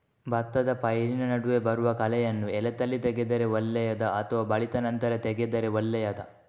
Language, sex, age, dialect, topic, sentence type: Kannada, male, 18-24, Coastal/Dakshin, agriculture, question